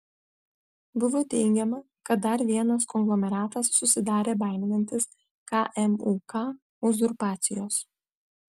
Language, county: Lithuanian, Vilnius